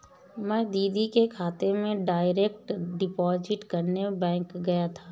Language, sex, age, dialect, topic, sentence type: Hindi, female, 31-35, Awadhi Bundeli, banking, statement